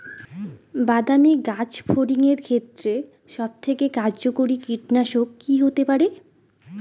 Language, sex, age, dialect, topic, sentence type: Bengali, female, 18-24, Rajbangshi, agriculture, question